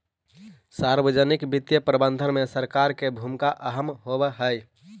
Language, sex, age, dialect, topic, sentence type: Magahi, male, 25-30, Central/Standard, banking, statement